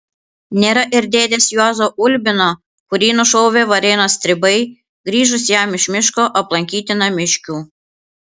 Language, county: Lithuanian, Panevėžys